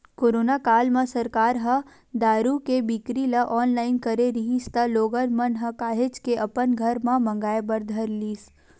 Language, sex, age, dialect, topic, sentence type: Chhattisgarhi, female, 18-24, Western/Budati/Khatahi, banking, statement